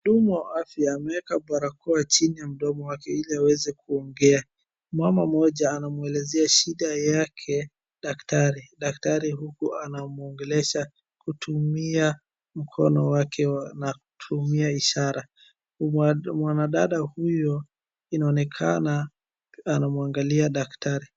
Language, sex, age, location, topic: Swahili, female, 36-49, Wajir, health